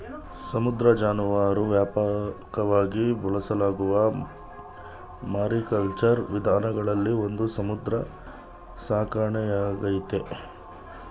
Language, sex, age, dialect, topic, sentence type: Kannada, male, 18-24, Mysore Kannada, agriculture, statement